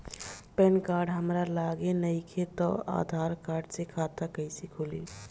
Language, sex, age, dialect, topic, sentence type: Bhojpuri, female, 25-30, Southern / Standard, banking, question